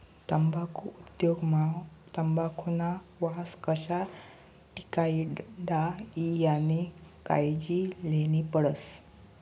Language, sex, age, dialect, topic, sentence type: Marathi, male, 18-24, Northern Konkan, agriculture, statement